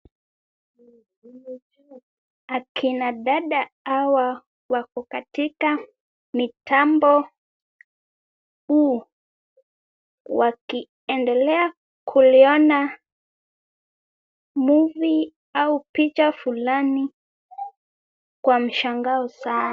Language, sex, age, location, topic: Swahili, female, 18-24, Kisumu, government